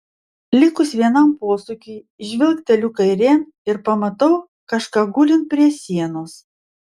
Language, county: Lithuanian, Vilnius